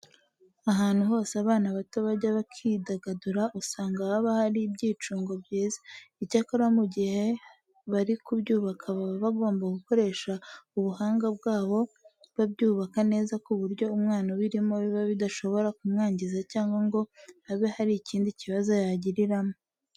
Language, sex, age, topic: Kinyarwanda, female, 18-24, education